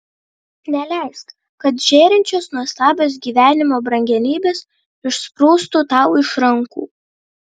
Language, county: Lithuanian, Vilnius